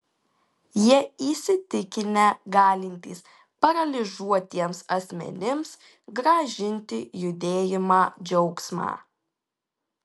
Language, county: Lithuanian, Klaipėda